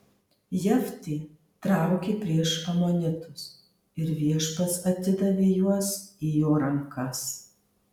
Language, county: Lithuanian, Marijampolė